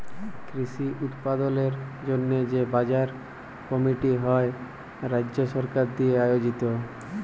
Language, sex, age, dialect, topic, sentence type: Bengali, male, 18-24, Jharkhandi, agriculture, statement